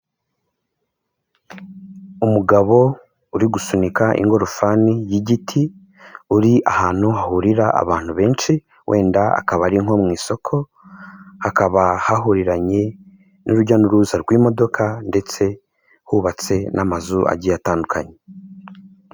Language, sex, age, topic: Kinyarwanda, male, 25-35, government